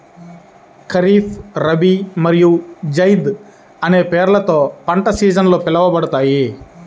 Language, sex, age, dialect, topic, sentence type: Telugu, male, 31-35, Central/Coastal, agriculture, statement